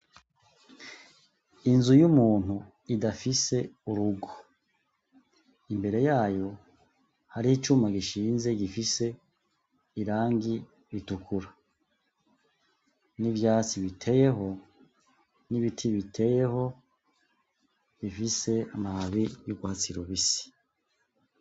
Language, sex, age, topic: Rundi, male, 36-49, education